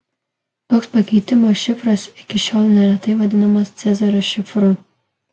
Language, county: Lithuanian, Kaunas